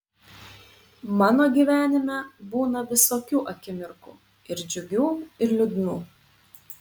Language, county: Lithuanian, Panevėžys